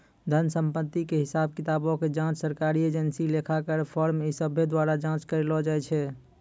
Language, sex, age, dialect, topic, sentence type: Maithili, male, 25-30, Angika, banking, statement